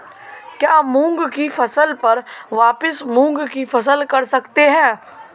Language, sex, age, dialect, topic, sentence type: Hindi, male, 18-24, Marwari Dhudhari, agriculture, question